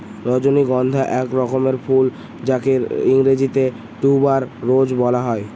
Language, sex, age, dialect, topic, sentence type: Bengali, male, <18, Northern/Varendri, agriculture, statement